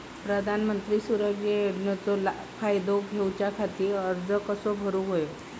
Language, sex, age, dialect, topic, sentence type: Marathi, female, 56-60, Southern Konkan, banking, question